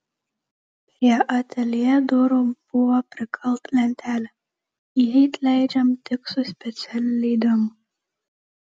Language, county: Lithuanian, Šiauliai